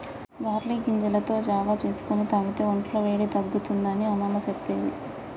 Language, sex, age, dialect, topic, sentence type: Telugu, female, 25-30, Telangana, agriculture, statement